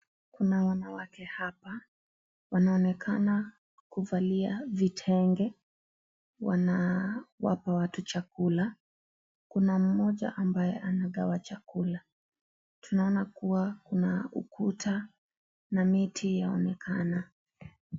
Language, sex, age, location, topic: Swahili, female, 25-35, Kisii, agriculture